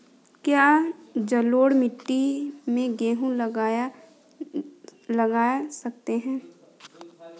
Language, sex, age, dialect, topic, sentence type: Hindi, female, 18-24, Kanauji Braj Bhasha, agriculture, question